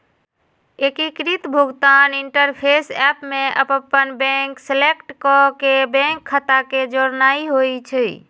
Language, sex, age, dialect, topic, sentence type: Magahi, female, 18-24, Western, banking, statement